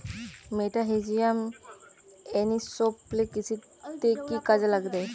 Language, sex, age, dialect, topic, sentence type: Bengali, male, 25-30, Western, agriculture, question